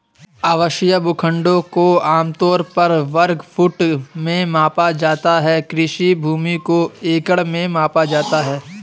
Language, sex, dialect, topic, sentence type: Hindi, male, Marwari Dhudhari, agriculture, statement